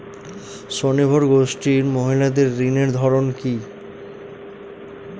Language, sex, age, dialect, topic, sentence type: Bengali, male, 25-30, Northern/Varendri, banking, question